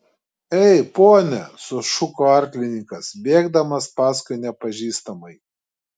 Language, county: Lithuanian, Klaipėda